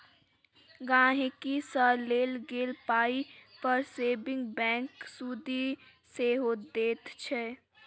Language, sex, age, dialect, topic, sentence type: Maithili, female, 36-40, Bajjika, banking, statement